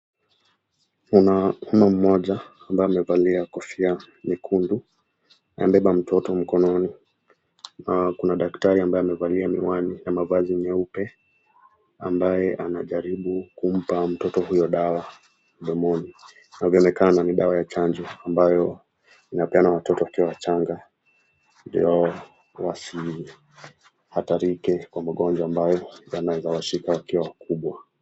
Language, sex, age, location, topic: Swahili, male, 18-24, Nakuru, health